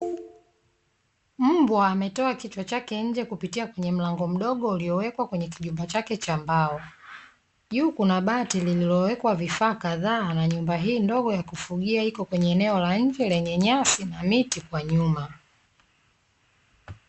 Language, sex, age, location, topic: Swahili, female, 25-35, Dar es Salaam, agriculture